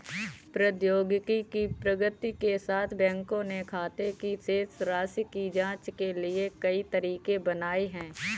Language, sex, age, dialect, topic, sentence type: Hindi, female, 18-24, Kanauji Braj Bhasha, banking, statement